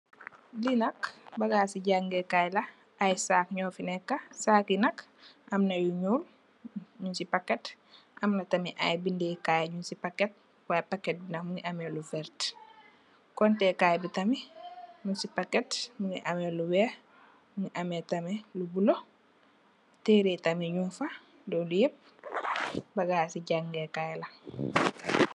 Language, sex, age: Wolof, female, 18-24